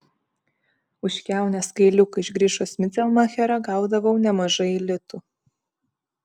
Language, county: Lithuanian, Vilnius